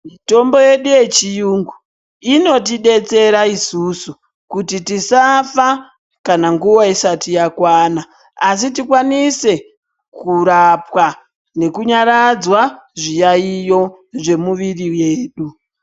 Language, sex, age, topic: Ndau, female, 50+, health